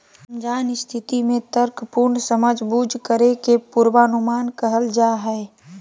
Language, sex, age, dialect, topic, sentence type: Magahi, female, 31-35, Southern, agriculture, statement